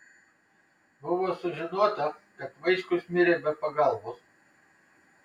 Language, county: Lithuanian, Kaunas